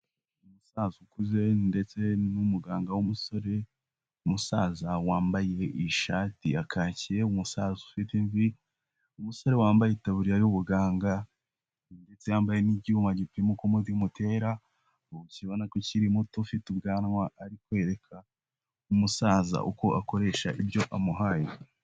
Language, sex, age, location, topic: Kinyarwanda, male, 18-24, Huye, health